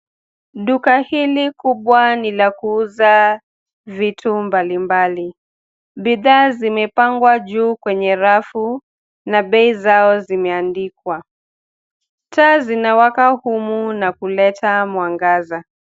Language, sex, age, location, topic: Swahili, female, 25-35, Nairobi, finance